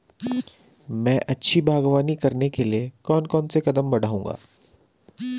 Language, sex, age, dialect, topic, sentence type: Hindi, male, 25-30, Garhwali, agriculture, question